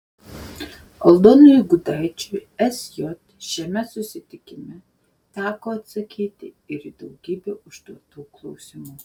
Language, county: Lithuanian, Šiauliai